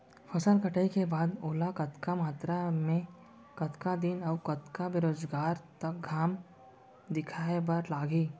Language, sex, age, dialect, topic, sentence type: Chhattisgarhi, male, 18-24, Central, agriculture, question